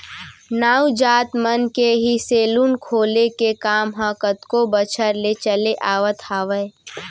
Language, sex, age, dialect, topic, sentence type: Chhattisgarhi, female, 18-24, Central, banking, statement